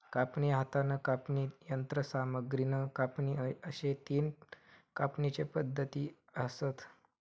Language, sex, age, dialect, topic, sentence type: Marathi, male, 18-24, Southern Konkan, agriculture, statement